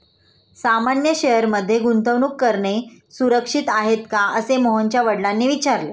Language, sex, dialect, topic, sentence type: Marathi, female, Standard Marathi, banking, statement